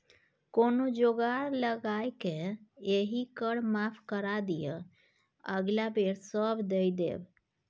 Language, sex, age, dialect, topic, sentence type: Maithili, female, 31-35, Bajjika, banking, statement